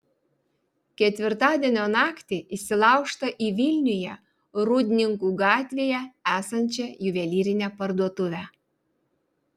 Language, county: Lithuanian, Vilnius